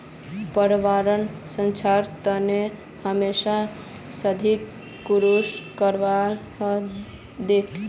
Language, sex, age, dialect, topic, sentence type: Magahi, male, 18-24, Northeastern/Surjapuri, agriculture, statement